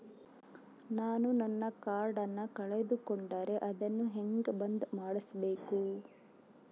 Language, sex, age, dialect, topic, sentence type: Kannada, female, 18-24, Central, banking, question